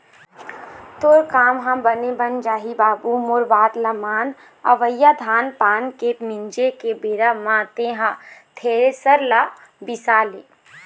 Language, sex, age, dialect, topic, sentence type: Chhattisgarhi, female, 51-55, Eastern, banking, statement